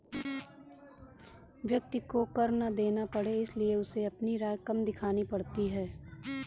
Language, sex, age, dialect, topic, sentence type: Hindi, female, 18-24, Kanauji Braj Bhasha, banking, statement